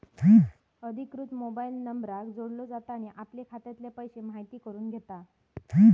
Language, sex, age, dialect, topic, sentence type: Marathi, female, 60-100, Southern Konkan, banking, statement